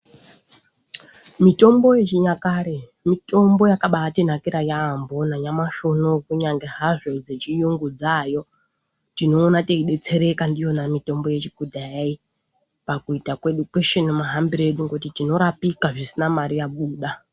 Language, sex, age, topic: Ndau, female, 25-35, health